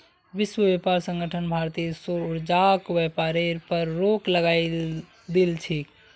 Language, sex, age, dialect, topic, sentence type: Magahi, male, 56-60, Northeastern/Surjapuri, banking, statement